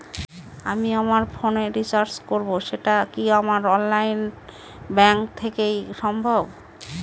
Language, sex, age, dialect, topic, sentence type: Bengali, female, 31-35, Northern/Varendri, banking, question